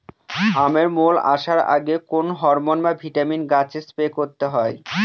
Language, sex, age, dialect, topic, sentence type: Bengali, male, 25-30, Northern/Varendri, agriculture, question